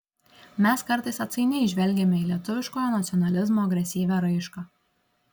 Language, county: Lithuanian, Šiauliai